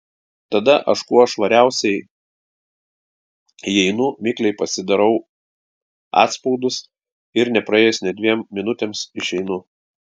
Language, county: Lithuanian, Klaipėda